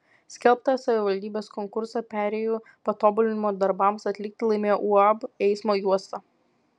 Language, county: Lithuanian, Vilnius